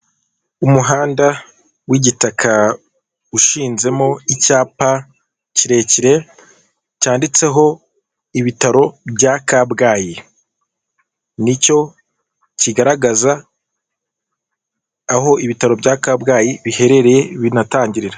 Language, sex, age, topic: Kinyarwanda, male, 18-24, government